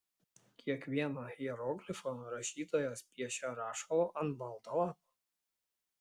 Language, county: Lithuanian, Klaipėda